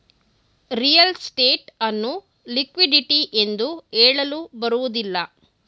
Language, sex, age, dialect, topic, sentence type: Kannada, female, 31-35, Mysore Kannada, banking, statement